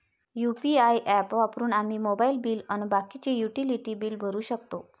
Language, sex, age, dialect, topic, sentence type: Marathi, female, 31-35, Varhadi, banking, statement